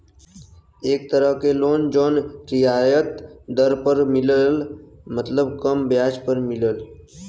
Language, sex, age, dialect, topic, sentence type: Bhojpuri, male, 18-24, Western, banking, statement